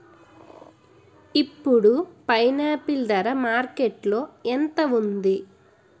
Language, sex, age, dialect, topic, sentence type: Telugu, female, 18-24, Utterandhra, agriculture, question